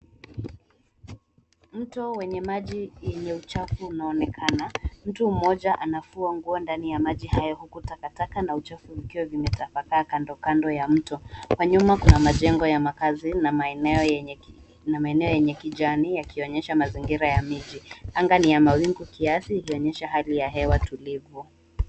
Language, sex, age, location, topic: Swahili, female, 18-24, Nairobi, government